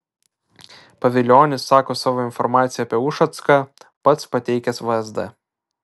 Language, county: Lithuanian, Vilnius